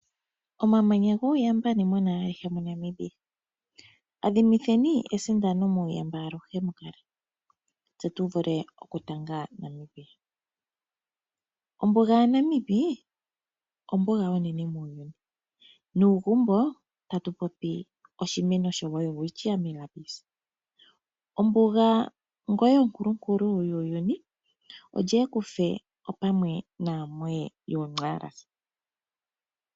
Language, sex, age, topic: Oshiwambo, female, 25-35, agriculture